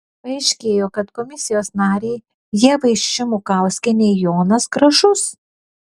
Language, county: Lithuanian, Vilnius